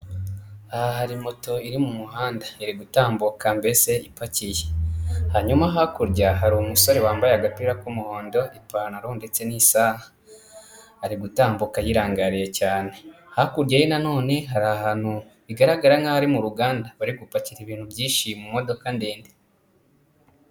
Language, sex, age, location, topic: Kinyarwanda, male, 25-35, Kigali, government